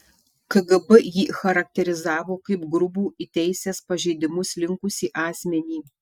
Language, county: Lithuanian, Šiauliai